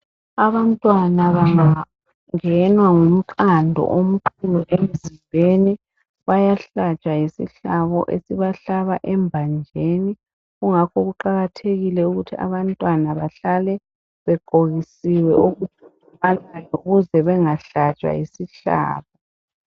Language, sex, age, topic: North Ndebele, female, 50+, health